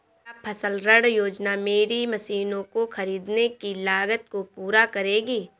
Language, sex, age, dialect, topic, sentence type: Hindi, female, 18-24, Awadhi Bundeli, agriculture, question